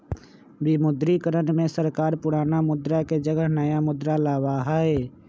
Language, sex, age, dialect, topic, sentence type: Magahi, male, 25-30, Western, banking, statement